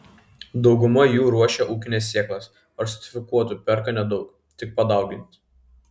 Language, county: Lithuanian, Vilnius